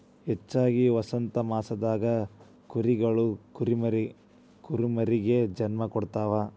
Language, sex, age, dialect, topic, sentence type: Kannada, female, 18-24, Dharwad Kannada, agriculture, statement